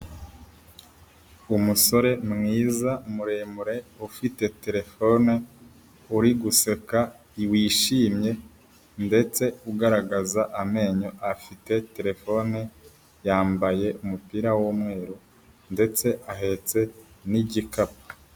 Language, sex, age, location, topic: Kinyarwanda, male, 18-24, Huye, finance